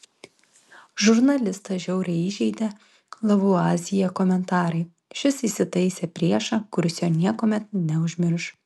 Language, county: Lithuanian, Klaipėda